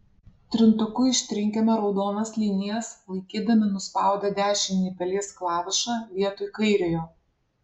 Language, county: Lithuanian, Alytus